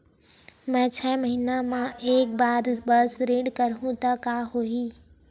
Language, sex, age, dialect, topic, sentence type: Chhattisgarhi, female, 18-24, Western/Budati/Khatahi, banking, question